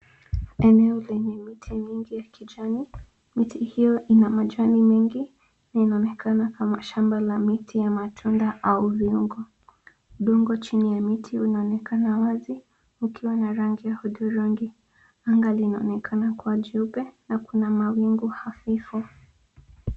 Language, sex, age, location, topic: Swahili, female, 18-24, Nairobi, government